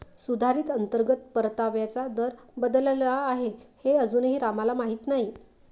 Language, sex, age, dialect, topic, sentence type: Marathi, female, 36-40, Varhadi, banking, statement